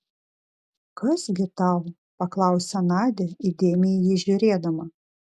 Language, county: Lithuanian, Šiauliai